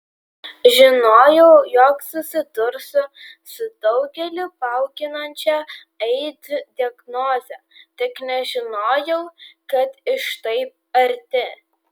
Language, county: Lithuanian, Vilnius